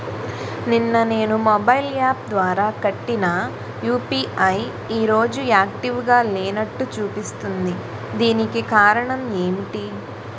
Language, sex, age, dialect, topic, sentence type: Telugu, female, 18-24, Utterandhra, banking, question